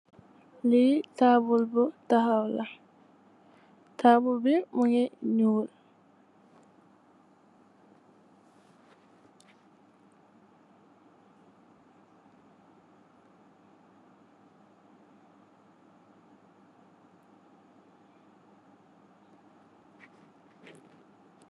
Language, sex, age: Wolof, female, 18-24